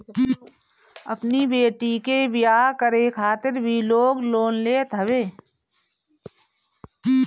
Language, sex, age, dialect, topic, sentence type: Bhojpuri, female, 31-35, Northern, banking, statement